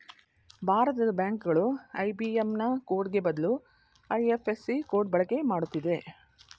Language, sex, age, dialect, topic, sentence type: Kannada, female, 56-60, Mysore Kannada, banking, statement